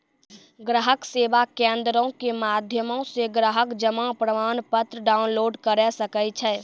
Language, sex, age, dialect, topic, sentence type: Maithili, female, 36-40, Angika, banking, statement